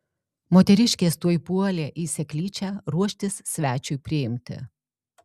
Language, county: Lithuanian, Alytus